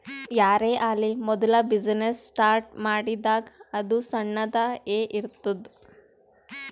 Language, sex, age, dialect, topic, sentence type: Kannada, female, 18-24, Northeastern, banking, statement